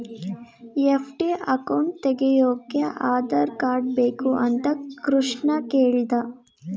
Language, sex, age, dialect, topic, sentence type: Kannada, female, 18-24, Mysore Kannada, banking, statement